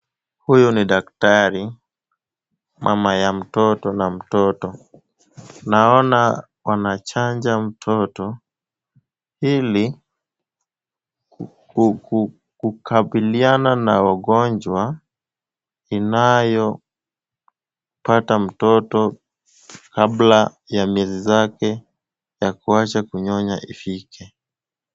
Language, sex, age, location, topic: Swahili, male, 18-24, Kisumu, health